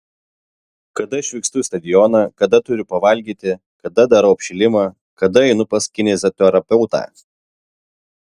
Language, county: Lithuanian, Vilnius